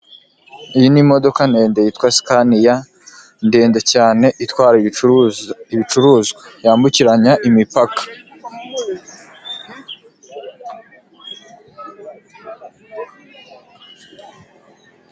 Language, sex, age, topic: Kinyarwanda, male, 25-35, government